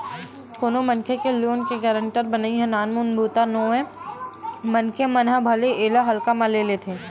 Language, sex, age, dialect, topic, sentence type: Chhattisgarhi, female, 18-24, Western/Budati/Khatahi, banking, statement